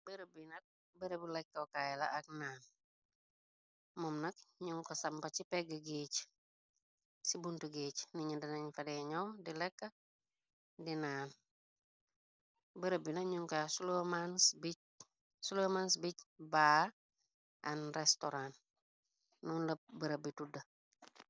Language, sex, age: Wolof, female, 25-35